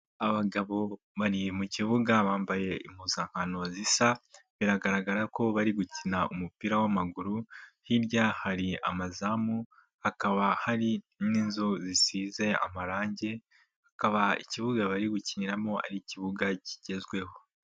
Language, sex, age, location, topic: Kinyarwanda, male, 18-24, Nyagatare, government